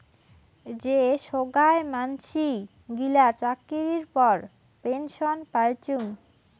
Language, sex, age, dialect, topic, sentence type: Bengali, female, 18-24, Rajbangshi, banking, statement